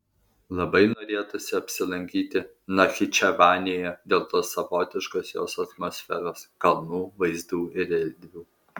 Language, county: Lithuanian, Alytus